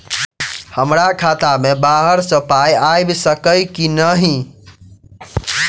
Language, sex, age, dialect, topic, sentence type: Maithili, male, 18-24, Southern/Standard, banking, question